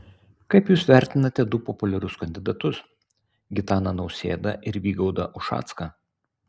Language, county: Lithuanian, Utena